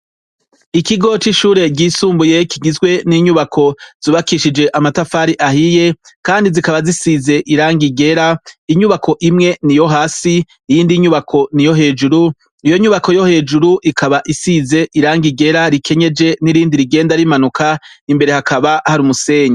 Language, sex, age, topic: Rundi, male, 36-49, education